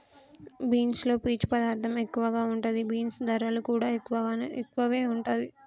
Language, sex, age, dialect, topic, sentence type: Telugu, female, 25-30, Telangana, agriculture, statement